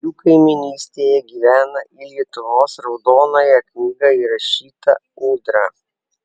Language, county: Lithuanian, Alytus